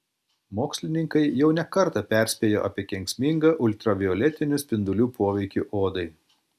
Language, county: Lithuanian, Klaipėda